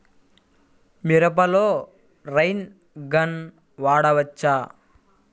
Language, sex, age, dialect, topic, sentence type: Telugu, male, 41-45, Central/Coastal, agriculture, question